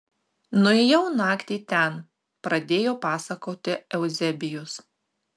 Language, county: Lithuanian, Tauragė